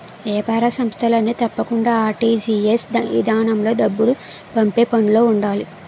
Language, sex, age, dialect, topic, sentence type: Telugu, female, 18-24, Utterandhra, banking, statement